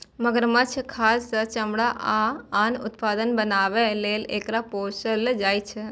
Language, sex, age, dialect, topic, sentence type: Maithili, female, 18-24, Eastern / Thethi, agriculture, statement